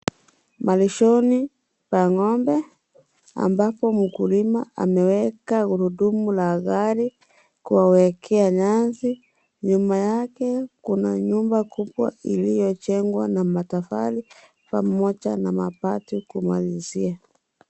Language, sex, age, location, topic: Swahili, female, 25-35, Kisii, agriculture